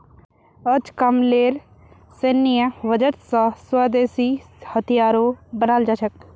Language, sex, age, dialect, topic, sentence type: Magahi, female, 18-24, Northeastern/Surjapuri, banking, statement